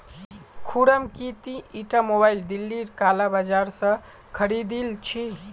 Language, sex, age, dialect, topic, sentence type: Magahi, male, 18-24, Northeastern/Surjapuri, banking, statement